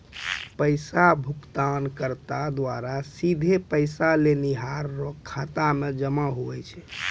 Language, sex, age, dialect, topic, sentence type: Maithili, male, 25-30, Angika, banking, statement